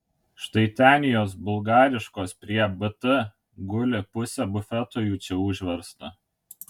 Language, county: Lithuanian, Kaunas